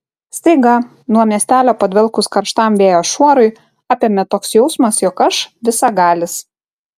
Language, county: Lithuanian, Kaunas